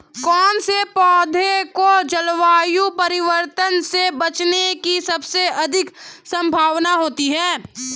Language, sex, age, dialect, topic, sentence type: Hindi, female, 18-24, Hindustani Malvi Khadi Boli, agriculture, question